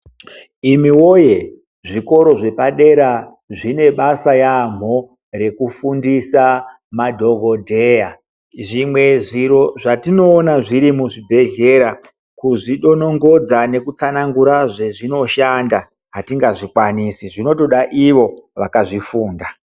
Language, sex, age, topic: Ndau, female, 50+, health